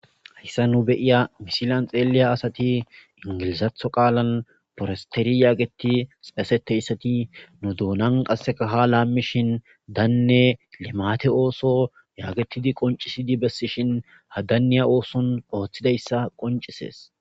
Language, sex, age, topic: Gamo, male, 25-35, agriculture